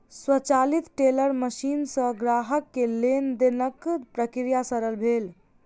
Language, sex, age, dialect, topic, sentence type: Maithili, female, 41-45, Southern/Standard, banking, statement